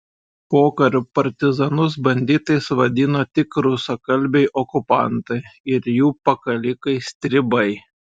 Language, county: Lithuanian, Šiauliai